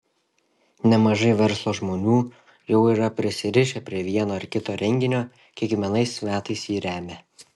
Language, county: Lithuanian, Šiauliai